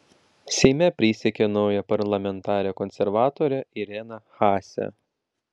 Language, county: Lithuanian, Vilnius